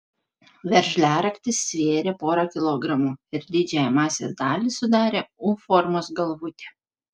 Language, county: Lithuanian, Vilnius